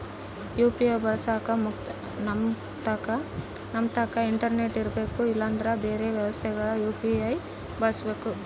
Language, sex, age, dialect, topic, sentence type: Kannada, female, 25-30, Central, banking, statement